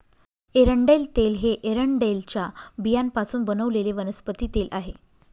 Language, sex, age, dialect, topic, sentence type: Marathi, female, 25-30, Northern Konkan, agriculture, statement